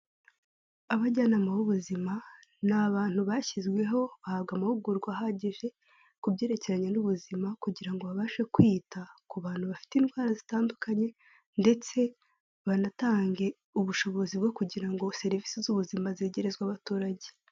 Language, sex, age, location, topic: Kinyarwanda, female, 18-24, Kigali, health